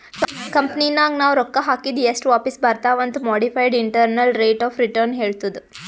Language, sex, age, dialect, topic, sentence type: Kannada, female, 18-24, Northeastern, banking, statement